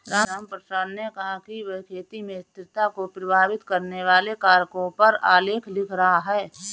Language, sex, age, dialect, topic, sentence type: Hindi, female, 31-35, Awadhi Bundeli, agriculture, statement